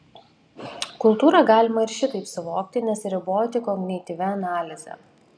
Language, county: Lithuanian, Kaunas